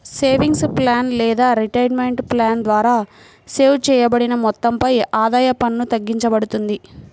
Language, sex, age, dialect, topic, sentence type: Telugu, female, 25-30, Central/Coastal, banking, statement